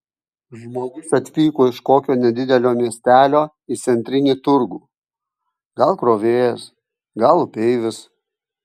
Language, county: Lithuanian, Kaunas